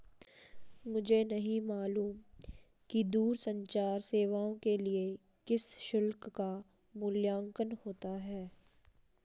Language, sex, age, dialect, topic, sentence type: Hindi, female, 56-60, Marwari Dhudhari, banking, statement